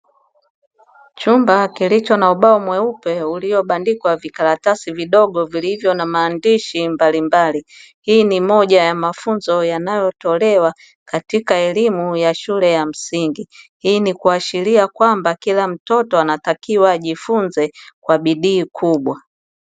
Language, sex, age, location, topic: Swahili, female, 25-35, Dar es Salaam, education